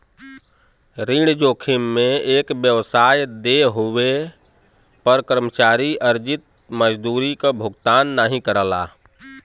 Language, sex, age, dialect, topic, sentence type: Bhojpuri, male, 36-40, Western, banking, statement